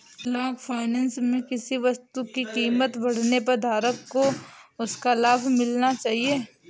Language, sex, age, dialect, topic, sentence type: Hindi, female, 56-60, Awadhi Bundeli, banking, statement